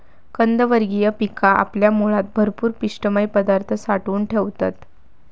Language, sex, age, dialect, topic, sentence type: Marathi, female, 18-24, Southern Konkan, agriculture, statement